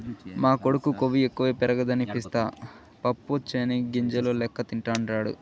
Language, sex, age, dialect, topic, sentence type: Telugu, male, 51-55, Southern, agriculture, statement